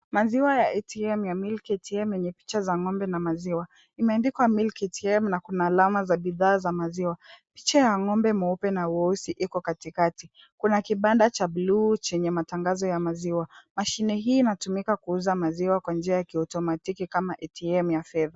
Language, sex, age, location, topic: Swahili, female, 18-24, Kisumu, finance